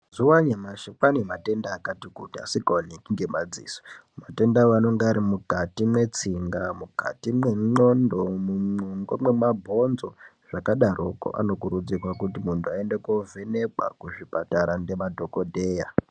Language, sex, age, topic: Ndau, male, 18-24, health